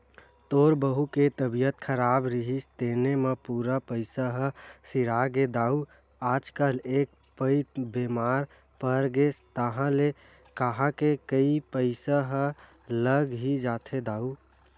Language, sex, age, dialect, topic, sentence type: Chhattisgarhi, male, 18-24, Western/Budati/Khatahi, banking, statement